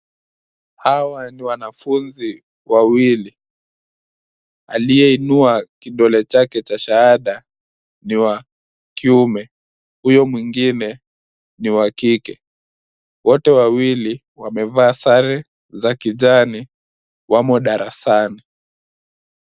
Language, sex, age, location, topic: Swahili, male, 18-24, Nairobi, education